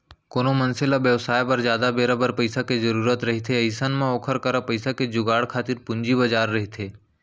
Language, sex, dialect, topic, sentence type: Chhattisgarhi, male, Central, banking, statement